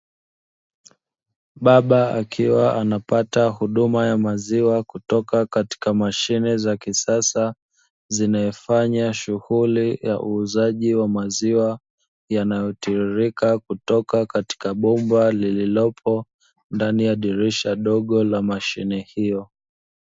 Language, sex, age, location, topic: Swahili, male, 25-35, Dar es Salaam, finance